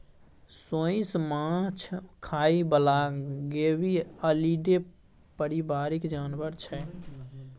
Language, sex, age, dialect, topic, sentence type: Maithili, male, 18-24, Bajjika, agriculture, statement